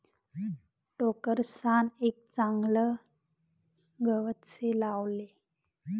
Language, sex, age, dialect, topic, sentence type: Marathi, female, 56-60, Northern Konkan, agriculture, statement